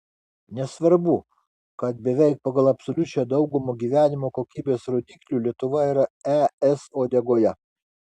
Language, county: Lithuanian, Kaunas